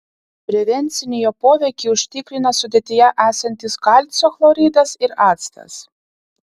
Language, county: Lithuanian, Vilnius